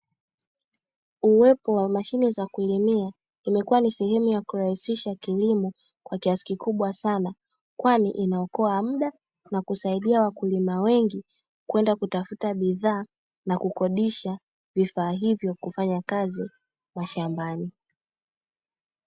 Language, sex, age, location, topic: Swahili, female, 18-24, Dar es Salaam, agriculture